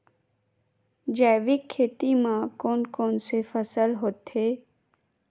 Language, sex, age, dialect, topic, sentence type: Chhattisgarhi, female, 31-35, Western/Budati/Khatahi, agriculture, question